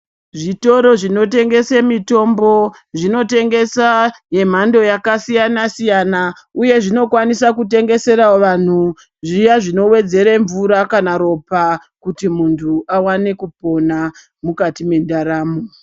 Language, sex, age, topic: Ndau, male, 36-49, health